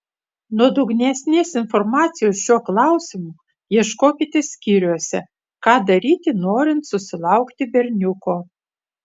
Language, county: Lithuanian, Utena